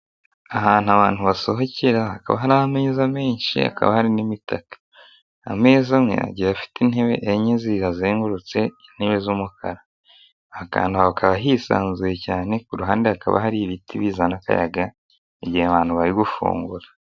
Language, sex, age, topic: Kinyarwanda, female, 18-24, finance